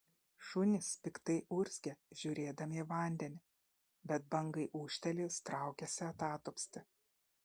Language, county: Lithuanian, Šiauliai